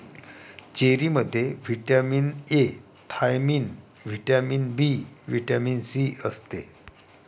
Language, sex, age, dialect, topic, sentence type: Marathi, male, 31-35, Varhadi, agriculture, statement